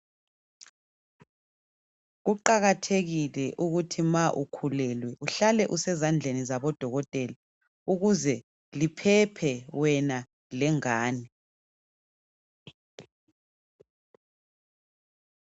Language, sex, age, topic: North Ndebele, female, 25-35, health